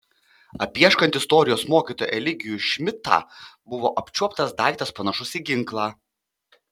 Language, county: Lithuanian, Panevėžys